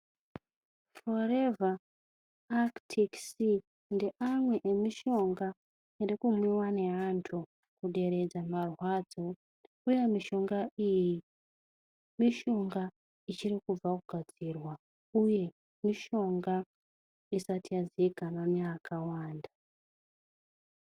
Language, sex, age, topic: Ndau, female, 25-35, health